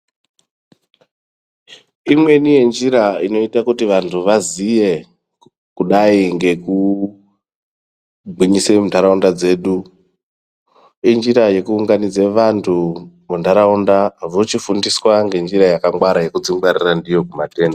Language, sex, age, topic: Ndau, male, 25-35, health